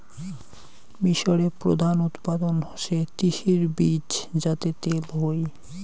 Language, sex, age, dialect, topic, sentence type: Bengali, male, 31-35, Rajbangshi, agriculture, statement